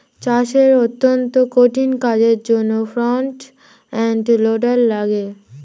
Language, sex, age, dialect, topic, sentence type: Bengali, female, 18-24, Standard Colloquial, agriculture, statement